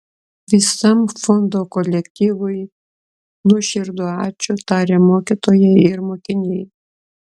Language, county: Lithuanian, Klaipėda